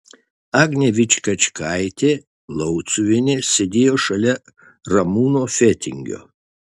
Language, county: Lithuanian, Šiauliai